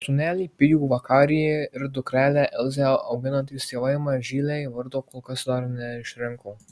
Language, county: Lithuanian, Marijampolė